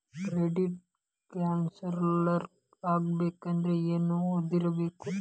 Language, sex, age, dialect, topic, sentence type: Kannada, male, 18-24, Dharwad Kannada, banking, statement